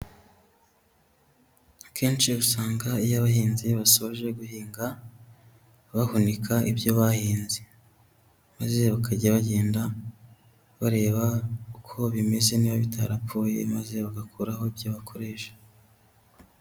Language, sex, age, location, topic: Kinyarwanda, male, 18-24, Huye, agriculture